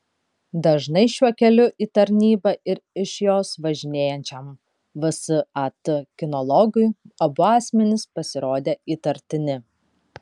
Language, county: Lithuanian, Kaunas